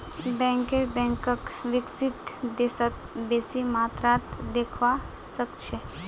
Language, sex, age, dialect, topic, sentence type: Magahi, female, 25-30, Northeastern/Surjapuri, banking, statement